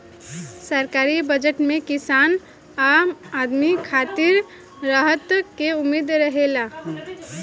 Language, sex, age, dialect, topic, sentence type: Bhojpuri, female, 25-30, Southern / Standard, banking, statement